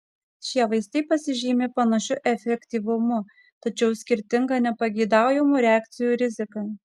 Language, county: Lithuanian, Kaunas